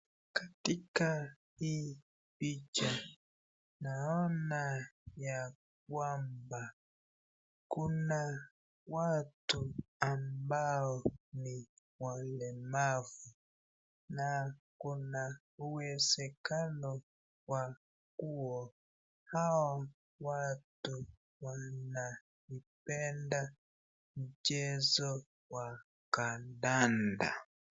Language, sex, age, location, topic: Swahili, female, 36-49, Nakuru, education